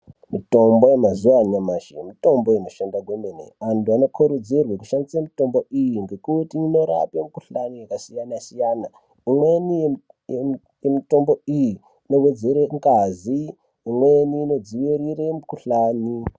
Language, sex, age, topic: Ndau, male, 18-24, health